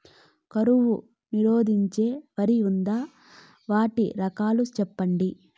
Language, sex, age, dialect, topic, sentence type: Telugu, female, 25-30, Southern, agriculture, question